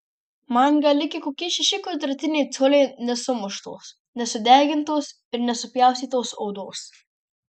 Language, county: Lithuanian, Marijampolė